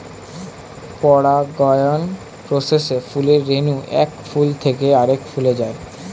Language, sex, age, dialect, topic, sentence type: Bengali, male, 18-24, Standard Colloquial, agriculture, statement